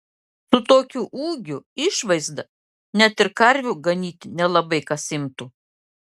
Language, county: Lithuanian, Klaipėda